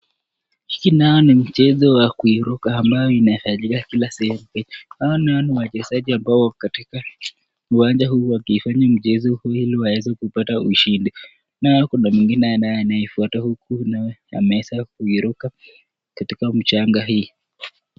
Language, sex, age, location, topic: Swahili, male, 36-49, Nakuru, government